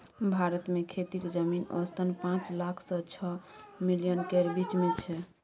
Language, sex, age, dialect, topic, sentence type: Maithili, female, 51-55, Bajjika, agriculture, statement